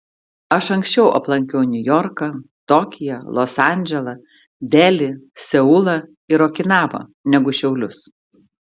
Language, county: Lithuanian, Klaipėda